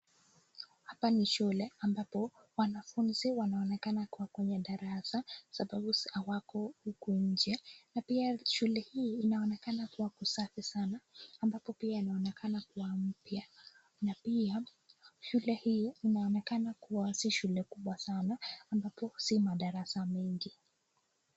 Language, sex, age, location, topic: Swahili, female, 25-35, Nakuru, education